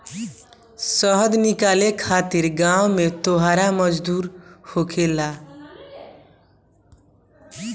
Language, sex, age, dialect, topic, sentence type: Bhojpuri, male, <18, Southern / Standard, agriculture, statement